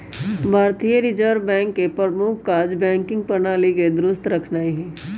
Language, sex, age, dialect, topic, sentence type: Magahi, male, 18-24, Western, banking, statement